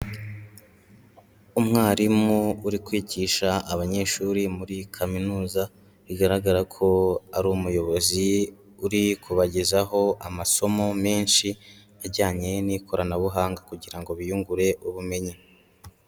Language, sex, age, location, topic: Kinyarwanda, male, 18-24, Kigali, education